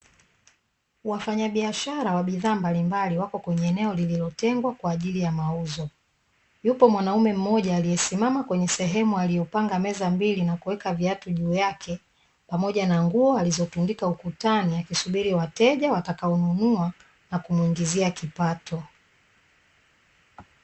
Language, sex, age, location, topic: Swahili, female, 25-35, Dar es Salaam, finance